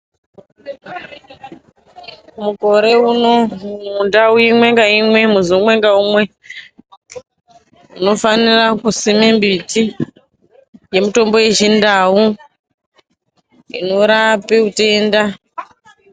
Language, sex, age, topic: Ndau, female, 25-35, health